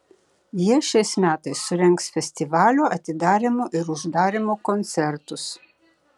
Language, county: Lithuanian, Šiauliai